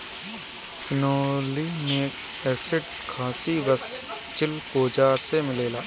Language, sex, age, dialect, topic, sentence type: Bhojpuri, male, 18-24, Northern, agriculture, statement